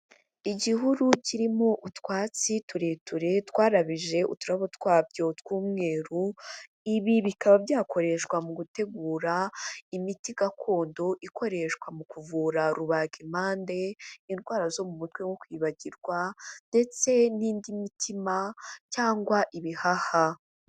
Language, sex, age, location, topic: Kinyarwanda, female, 25-35, Huye, health